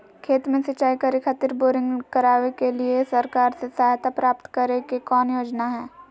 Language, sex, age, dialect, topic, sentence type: Magahi, female, 56-60, Southern, agriculture, question